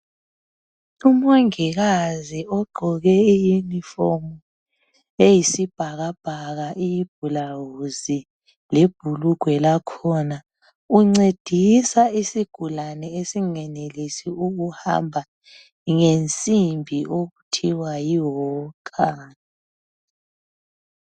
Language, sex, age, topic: North Ndebele, female, 50+, health